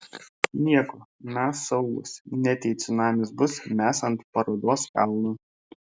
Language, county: Lithuanian, Šiauliai